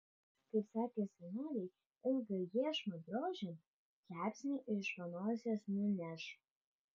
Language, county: Lithuanian, Vilnius